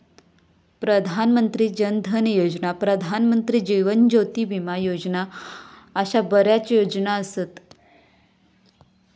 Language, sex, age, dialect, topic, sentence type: Marathi, female, 25-30, Southern Konkan, banking, statement